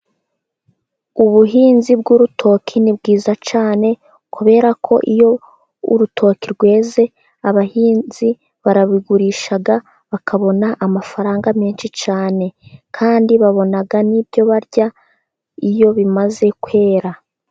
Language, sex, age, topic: Kinyarwanda, female, 18-24, agriculture